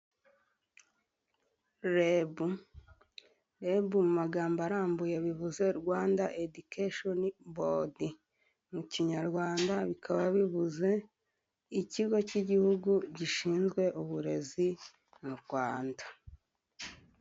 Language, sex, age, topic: Kinyarwanda, female, 25-35, government